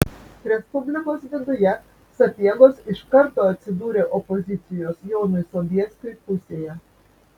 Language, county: Lithuanian, Vilnius